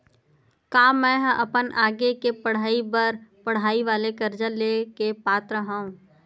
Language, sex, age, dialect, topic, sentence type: Chhattisgarhi, female, 25-30, Western/Budati/Khatahi, banking, statement